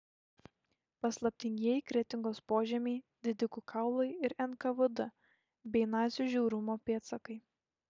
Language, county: Lithuanian, Šiauliai